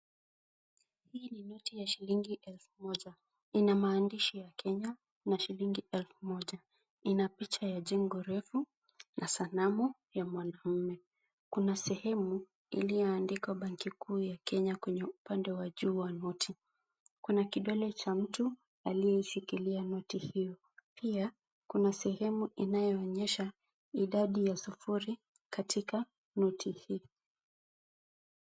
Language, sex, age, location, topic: Swahili, female, 25-35, Kisumu, finance